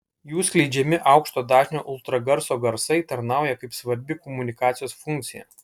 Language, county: Lithuanian, Kaunas